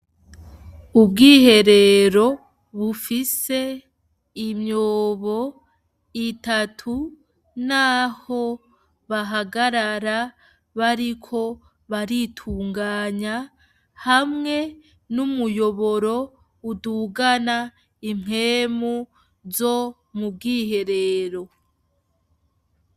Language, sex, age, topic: Rundi, female, 25-35, education